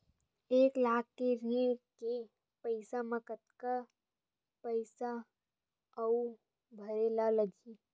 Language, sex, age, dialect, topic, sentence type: Chhattisgarhi, female, 18-24, Western/Budati/Khatahi, banking, question